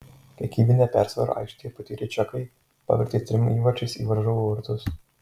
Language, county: Lithuanian, Marijampolė